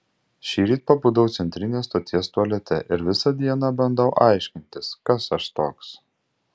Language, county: Lithuanian, Utena